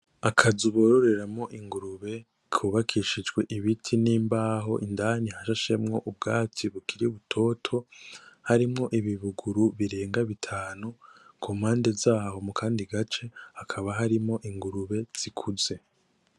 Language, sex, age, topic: Rundi, male, 18-24, agriculture